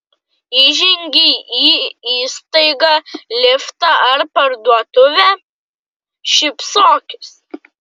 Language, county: Lithuanian, Klaipėda